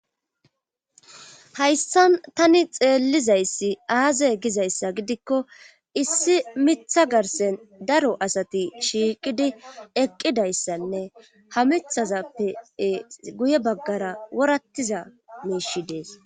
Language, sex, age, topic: Gamo, female, 36-49, government